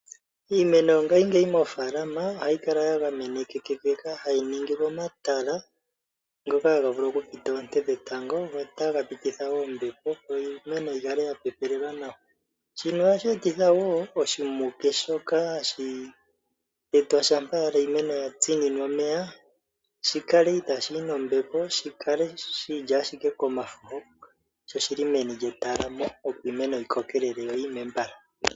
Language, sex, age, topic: Oshiwambo, male, 25-35, agriculture